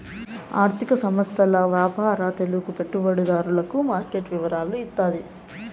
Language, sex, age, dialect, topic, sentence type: Telugu, female, 18-24, Southern, banking, statement